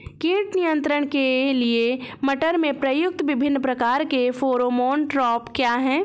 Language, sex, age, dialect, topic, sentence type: Hindi, female, 25-30, Awadhi Bundeli, agriculture, question